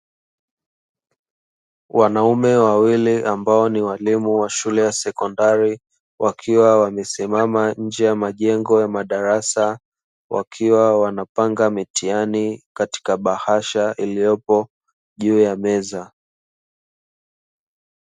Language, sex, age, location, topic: Swahili, male, 25-35, Dar es Salaam, education